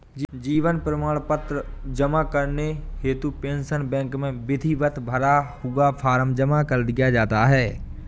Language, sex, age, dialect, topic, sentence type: Hindi, male, 18-24, Awadhi Bundeli, banking, statement